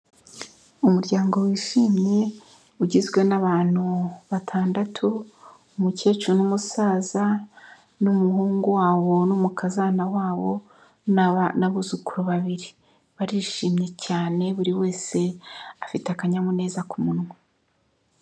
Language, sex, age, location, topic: Kinyarwanda, female, 36-49, Kigali, health